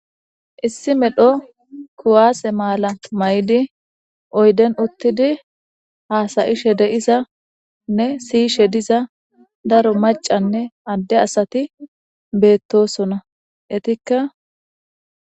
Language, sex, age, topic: Gamo, female, 18-24, government